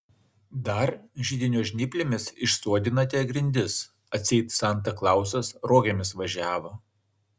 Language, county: Lithuanian, Šiauliai